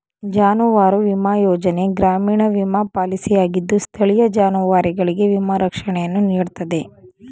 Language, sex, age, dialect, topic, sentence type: Kannada, female, 25-30, Mysore Kannada, agriculture, statement